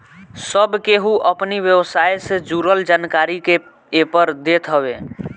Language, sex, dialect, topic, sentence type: Bhojpuri, male, Northern, banking, statement